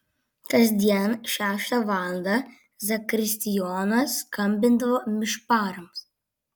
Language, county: Lithuanian, Vilnius